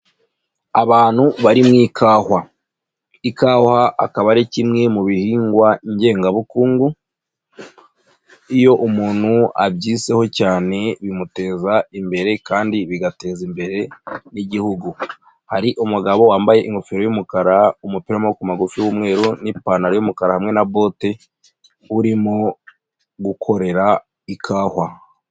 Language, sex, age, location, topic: Kinyarwanda, male, 25-35, Nyagatare, agriculture